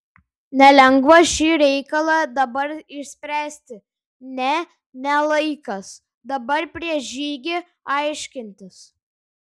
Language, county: Lithuanian, Šiauliai